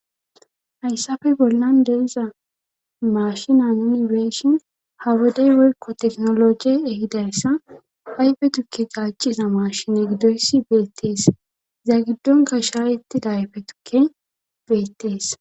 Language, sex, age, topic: Gamo, female, 18-24, government